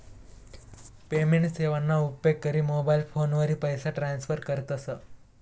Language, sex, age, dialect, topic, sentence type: Marathi, male, 18-24, Northern Konkan, banking, statement